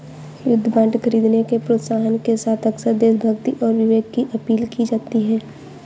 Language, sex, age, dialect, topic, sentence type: Hindi, female, 25-30, Awadhi Bundeli, banking, statement